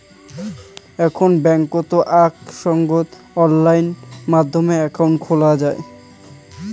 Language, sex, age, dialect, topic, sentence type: Bengali, male, 18-24, Rajbangshi, banking, statement